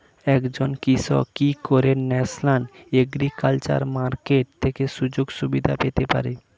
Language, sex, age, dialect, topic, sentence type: Bengali, male, 18-24, Standard Colloquial, agriculture, question